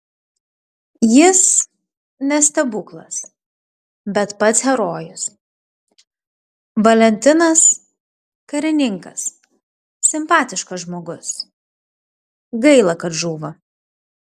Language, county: Lithuanian, Klaipėda